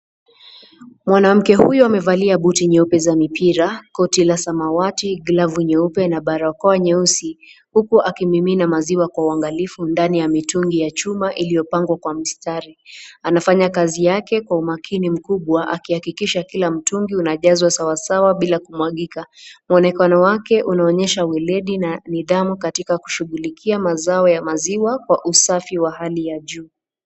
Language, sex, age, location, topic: Swahili, female, 18-24, Nakuru, agriculture